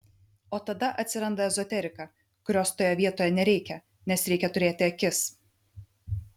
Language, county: Lithuanian, Vilnius